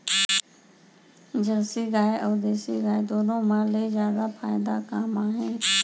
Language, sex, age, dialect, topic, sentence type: Chhattisgarhi, female, 41-45, Central, agriculture, question